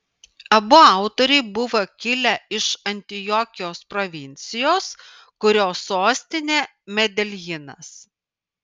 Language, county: Lithuanian, Vilnius